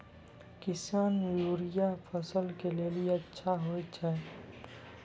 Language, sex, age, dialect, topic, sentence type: Maithili, male, 18-24, Angika, agriculture, question